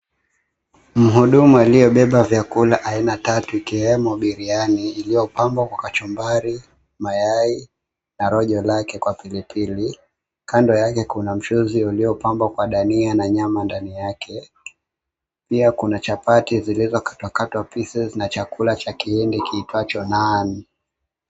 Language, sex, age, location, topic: Swahili, male, 18-24, Mombasa, agriculture